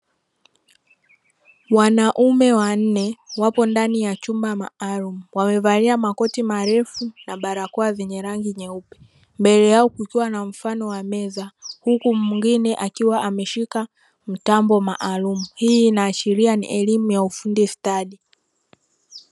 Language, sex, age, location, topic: Swahili, female, 25-35, Dar es Salaam, education